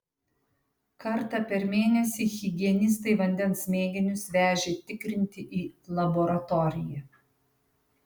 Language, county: Lithuanian, Panevėžys